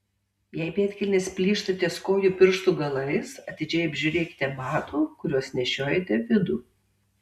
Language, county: Lithuanian, Tauragė